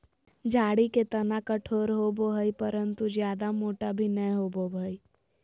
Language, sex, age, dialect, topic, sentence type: Magahi, female, 25-30, Southern, agriculture, statement